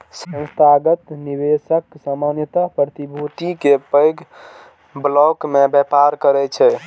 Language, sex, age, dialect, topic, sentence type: Maithili, male, 18-24, Eastern / Thethi, banking, statement